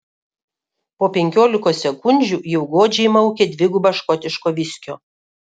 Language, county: Lithuanian, Kaunas